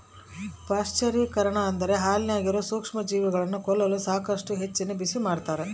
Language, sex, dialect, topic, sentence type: Kannada, female, Central, agriculture, statement